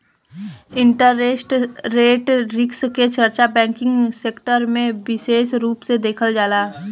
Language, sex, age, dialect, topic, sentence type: Bhojpuri, female, 25-30, Southern / Standard, banking, statement